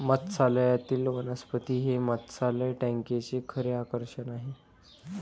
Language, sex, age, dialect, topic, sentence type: Marathi, male, 18-24, Varhadi, agriculture, statement